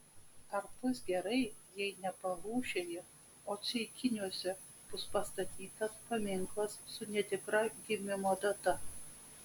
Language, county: Lithuanian, Vilnius